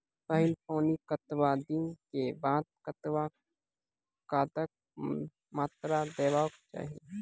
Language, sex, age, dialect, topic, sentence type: Maithili, male, 18-24, Angika, agriculture, question